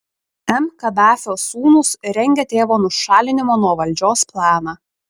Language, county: Lithuanian, Šiauliai